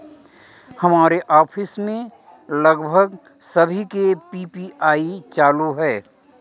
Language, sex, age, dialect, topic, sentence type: Hindi, male, 60-100, Marwari Dhudhari, banking, statement